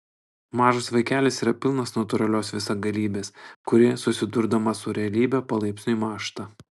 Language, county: Lithuanian, Panevėžys